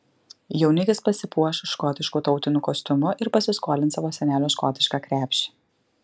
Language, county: Lithuanian, Klaipėda